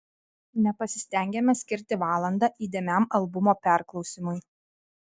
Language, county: Lithuanian, Kaunas